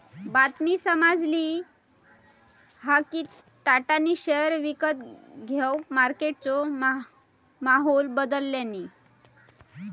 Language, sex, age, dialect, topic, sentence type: Marathi, female, 25-30, Southern Konkan, banking, statement